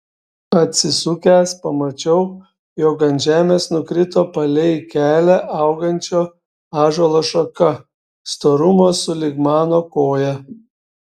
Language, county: Lithuanian, Šiauliai